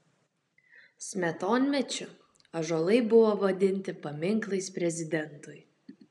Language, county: Lithuanian, Kaunas